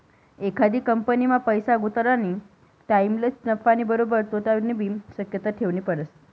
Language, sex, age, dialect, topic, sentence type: Marathi, female, 18-24, Northern Konkan, banking, statement